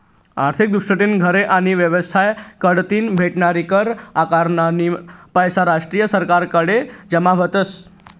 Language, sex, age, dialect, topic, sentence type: Marathi, male, 36-40, Northern Konkan, banking, statement